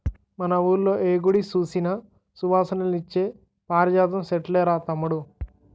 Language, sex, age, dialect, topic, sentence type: Telugu, male, 60-100, Utterandhra, agriculture, statement